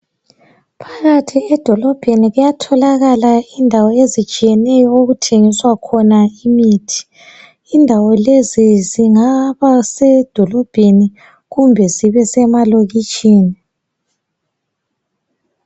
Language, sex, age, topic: North Ndebele, female, 18-24, health